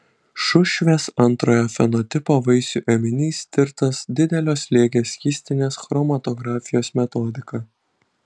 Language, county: Lithuanian, Kaunas